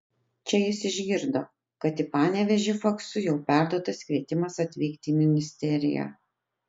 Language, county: Lithuanian, Utena